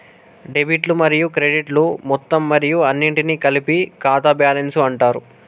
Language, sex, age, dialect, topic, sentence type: Telugu, male, 18-24, Telangana, banking, statement